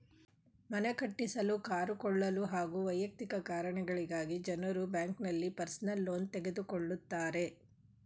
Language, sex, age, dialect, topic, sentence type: Kannada, female, 41-45, Mysore Kannada, banking, statement